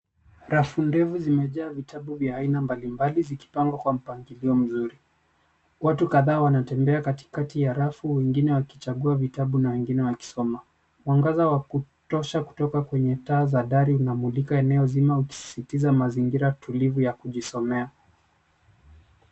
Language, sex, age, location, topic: Swahili, male, 25-35, Nairobi, education